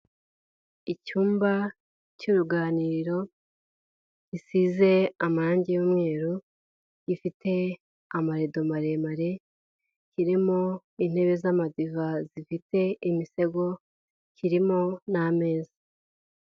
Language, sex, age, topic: Kinyarwanda, female, 18-24, finance